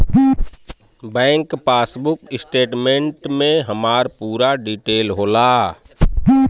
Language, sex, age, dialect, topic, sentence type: Bhojpuri, male, 36-40, Western, banking, statement